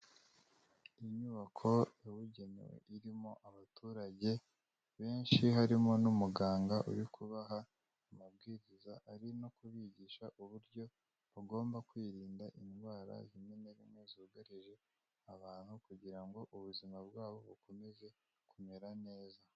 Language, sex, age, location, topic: Kinyarwanda, male, 25-35, Kigali, health